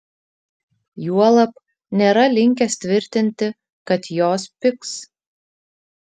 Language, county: Lithuanian, Vilnius